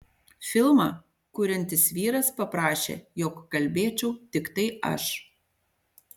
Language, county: Lithuanian, Panevėžys